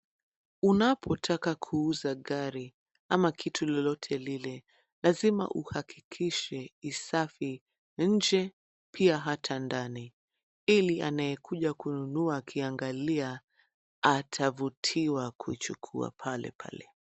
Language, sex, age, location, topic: Swahili, female, 25-35, Nairobi, finance